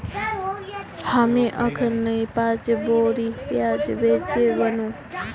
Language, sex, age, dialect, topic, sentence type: Magahi, male, 31-35, Northeastern/Surjapuri, agriculture, statement